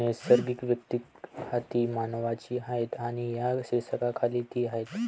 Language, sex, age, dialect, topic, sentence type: Marathi, male, 18-24, Varhadi, banking, statement